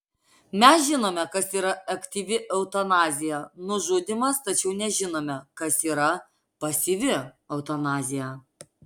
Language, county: Lithuanian, Alytus